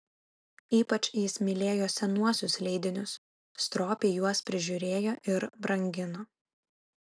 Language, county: Lithuanian, Vilnius